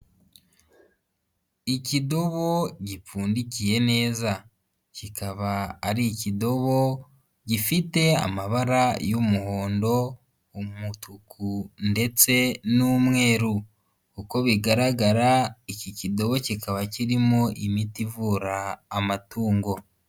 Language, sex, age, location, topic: Kinyarwanda, female, 18-24, Nyagatare, agriculture